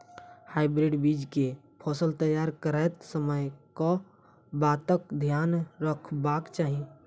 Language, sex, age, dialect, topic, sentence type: Maithili, female, 18-24, Southern/Standard, agriculture, question